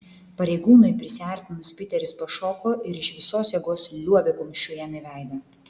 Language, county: Lithuanian, Klaipėda